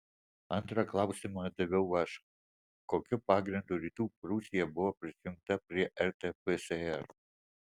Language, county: Lithuanian, Alytus